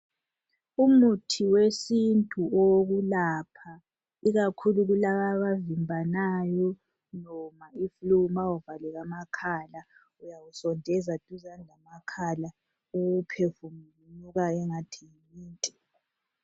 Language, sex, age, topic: North Ndebele, female, 25-35, health